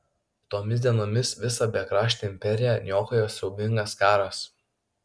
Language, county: Lithuanian, Kaunas